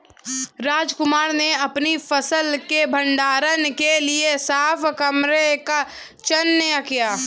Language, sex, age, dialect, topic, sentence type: Hindi, female, 18-24, Hindustani Malvi Khadi Boli, banking, statement